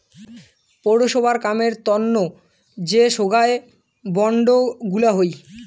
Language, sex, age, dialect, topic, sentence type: Bengali, male, 18-24, Rajbangshi, banking, statement